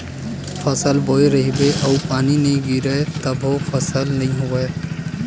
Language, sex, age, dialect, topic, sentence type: Chhattisgarhi, male, 18-24, Western/Budati/Khatahi, agriculture, statement